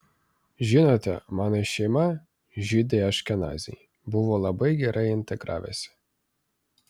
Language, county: Lithuanian, Vilnius